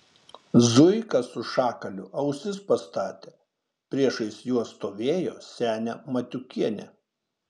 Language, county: Lithuanian, Šiauliai